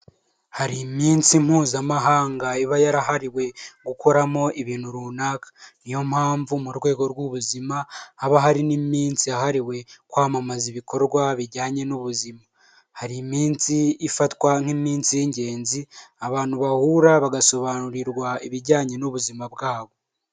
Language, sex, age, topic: Kinyarwanda, male, 18-24, health